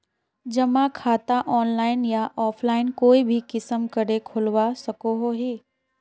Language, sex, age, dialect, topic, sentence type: Magahi, female, 18-24, Northeastern/Surjapuri, banking, question